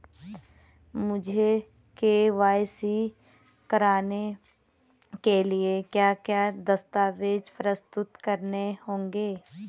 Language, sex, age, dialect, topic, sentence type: Hindi, female, 31-35, Garhwali, banking, question